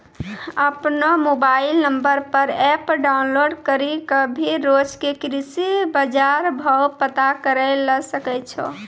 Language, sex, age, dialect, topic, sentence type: Maithili, female, 18-24, Angika, agriculture, statement